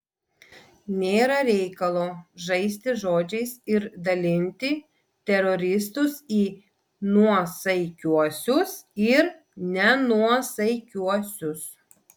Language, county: Lithuanian, Vilnius